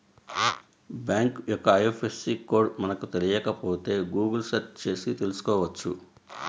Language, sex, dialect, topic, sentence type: Telugu, female, Central/Coastal, banking, statement